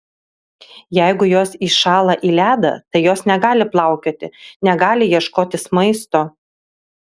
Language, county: Lithuanian, Kaunas